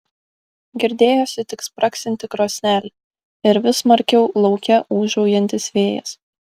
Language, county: Lithuanian, Kaunas